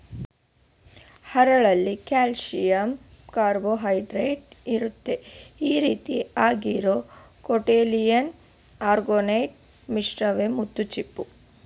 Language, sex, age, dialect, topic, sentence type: Kannada, female, 25-30, Mysore Kannada, agriculture, statement